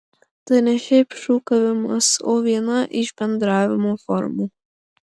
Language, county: Lithuanian, Marijampolė